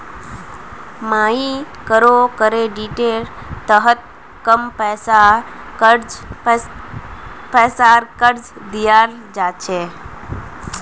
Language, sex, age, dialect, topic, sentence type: Magahi, female, 18-24, Northeastern/Surjapuri, banking, statement